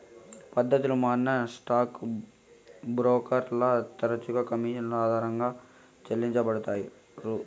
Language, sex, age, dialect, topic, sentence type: Telugu, male, 18-24, Southern, banking, statement